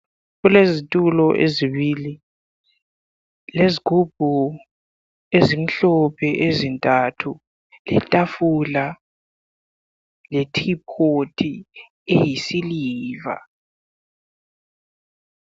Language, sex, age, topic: North Ndebele, male, 18-24, education